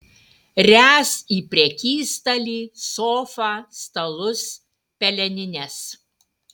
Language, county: Lithuanian, Utena